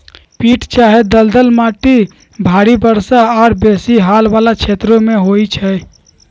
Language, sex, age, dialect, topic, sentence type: Magahi, male, 18-24, Western, agriculture, statement